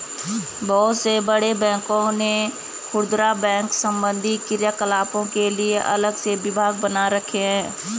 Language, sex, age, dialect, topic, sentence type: Hindi, female, 31-35, Garhwali, banking, statement